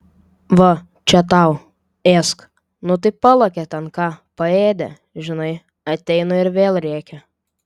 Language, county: Lithuanian, Vilnius